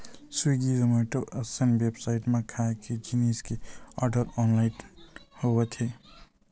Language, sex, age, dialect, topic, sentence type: Chhattisgarhi, male, 18-24, Western/Budati/Khatahi, agriculture, statement